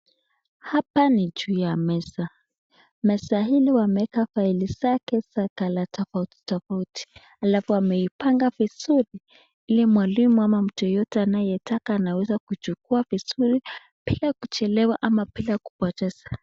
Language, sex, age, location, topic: Swahili, male, 36-49, Nakuru, education